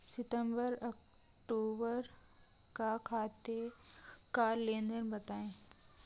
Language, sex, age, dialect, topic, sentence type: Hindi, female, 18-24, Marwari Dhudhari, banking, question